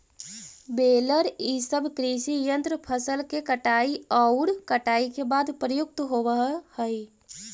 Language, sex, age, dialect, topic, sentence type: Magahi, female, 18-24, Central/Standard, banking, statement